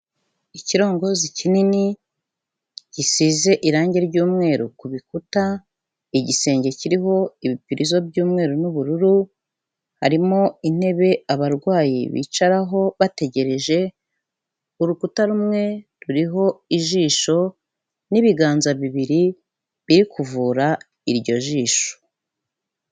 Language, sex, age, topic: Kinyarwanda, female, 36-49, health